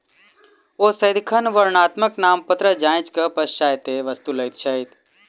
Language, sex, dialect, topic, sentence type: Maithili, male, Southern/Standard, banking, statement